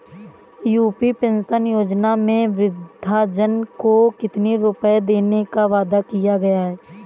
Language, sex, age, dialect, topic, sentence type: Hindi, female, 18-24, Awadhi Bundeli, banking, question